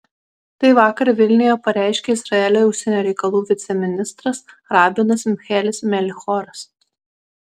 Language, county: Lithuanian, Alytus